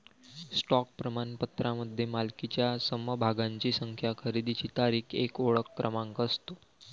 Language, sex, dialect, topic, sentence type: Marathi, male, Varhadi, banking, statement